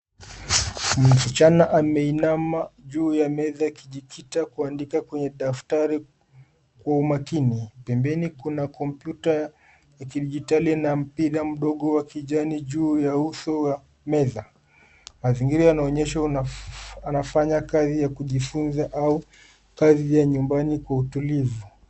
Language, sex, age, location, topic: Swahili, male, 25-35, Nairobi, education